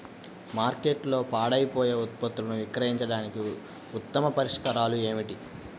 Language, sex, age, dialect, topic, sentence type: Telugu, male, 18-24, Central/Coastal, agriculture, statement